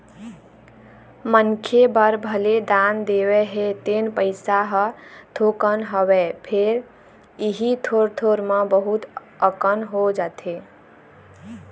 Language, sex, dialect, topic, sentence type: Chhattisgarhi, female, Eastern, banking, statement